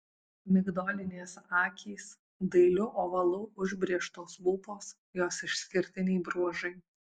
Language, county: Lithuanian, Alytus